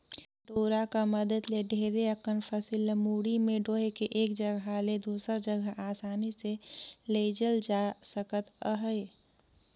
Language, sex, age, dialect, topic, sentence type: Chhattisgarhi, female, 18-24, Northern/Bhandar, agriculture, statement